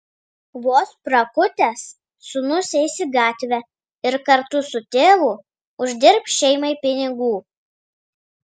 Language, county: Lithuanian, Vilnius